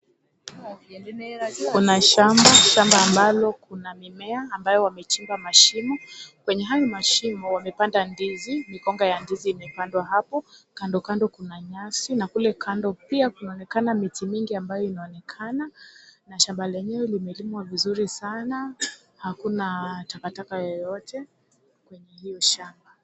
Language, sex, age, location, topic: Swahili, female, 25-35, Kisii, agriculture